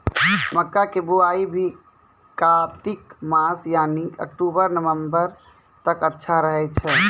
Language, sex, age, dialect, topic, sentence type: Maithili, male, 18-24, Angika, agriculture, question